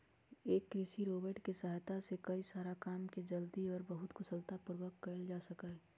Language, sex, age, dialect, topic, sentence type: Magahi, male, 41-45, Western, agriculture, statement